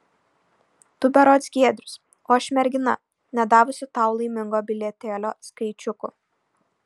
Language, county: Lithuanian, Šiauliai